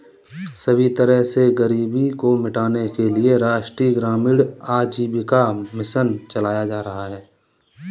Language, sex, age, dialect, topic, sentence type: Hindi, male, 18-24, Kanauji Braj Bhasha, banking, statement